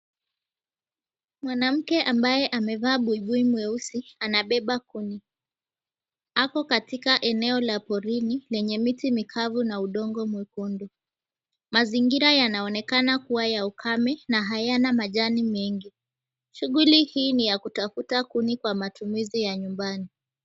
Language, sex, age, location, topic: Swahili, female, 18-24, Mombasa, health